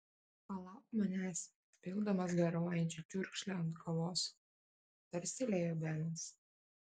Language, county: Lithuanian, Kaunas